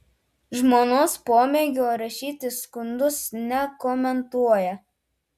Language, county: Lithuanian, Telšiai